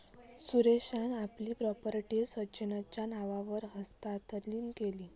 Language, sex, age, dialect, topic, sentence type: Marathi, female, 18-24, Southern Konkan, banking, statement